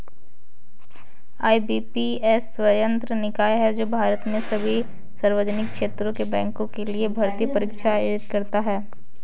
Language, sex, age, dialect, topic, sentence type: Hindi, female, 18-24, Kanauji Braj Bhasha, banking, statement